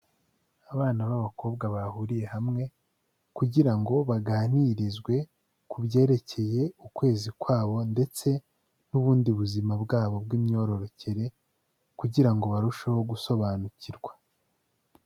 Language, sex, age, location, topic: Kinyarwanda, male, 18-24, Huye, health